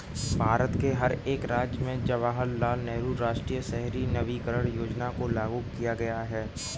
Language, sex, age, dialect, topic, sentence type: Hindi, male, 18-24, Kanauji Braj Bhasha, banking, statement